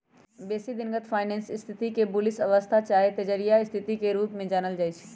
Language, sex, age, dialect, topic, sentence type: Magahi, female, 36-40, Western, banking, statement